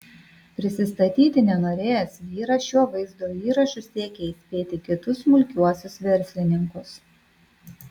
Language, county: Lithuanian, Vilnius